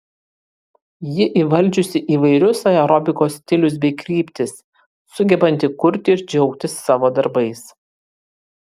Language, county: Lithuanian, Kaunas